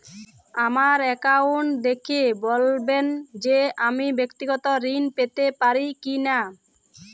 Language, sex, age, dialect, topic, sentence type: Bengali, female, 31-35, Jharkhandi, banking, question